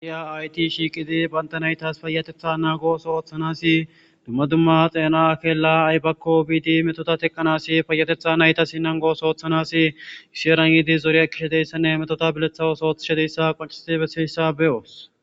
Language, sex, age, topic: Gamo, male, 18-24, government